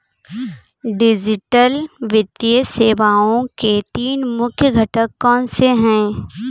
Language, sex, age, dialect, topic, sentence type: Hindi, female, 18-24, Kanauji Braj Bhasha, banking, statement